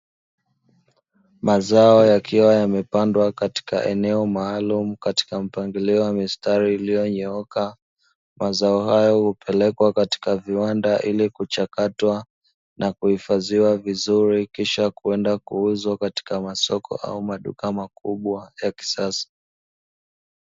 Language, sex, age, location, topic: Swahili, male, 18-24, Dar es Salaam, agriculture